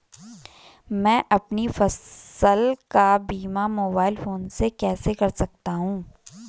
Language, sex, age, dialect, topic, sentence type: Hindi, female, 25-30, Garhwali, banking, question